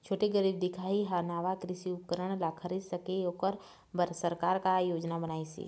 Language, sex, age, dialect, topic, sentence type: Chhattisgarhi, female, 46-50, Eastern, agriculture, question